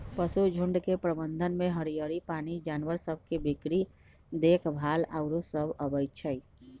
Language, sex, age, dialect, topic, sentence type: Magahi, male, 41-45, Western, agriculture, statement